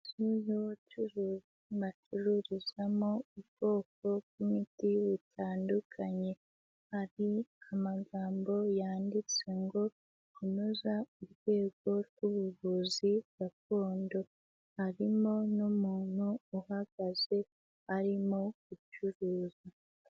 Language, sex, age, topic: Kinyarwanda, female, 18-24, health